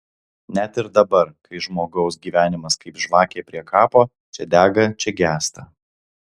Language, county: Lithuanian, Alytus